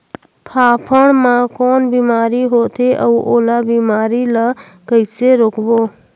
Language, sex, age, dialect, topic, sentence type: Chhattisgarhi, female, 18-24, Northern/Bhandar, agriculture, question